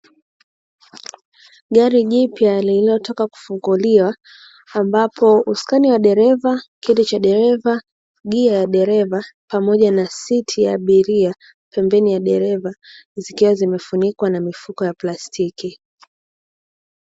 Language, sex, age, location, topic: Swahili, female, 18-24, Dar es Salaam, finance